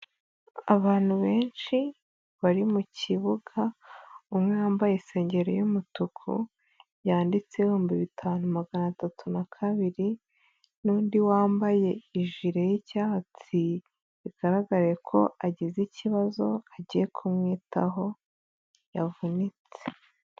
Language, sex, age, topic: Kinyarwanda, female, 25-35, health